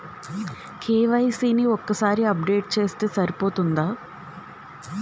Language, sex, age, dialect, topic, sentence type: Telugu, female, 18-24, Utterandhra, banking, question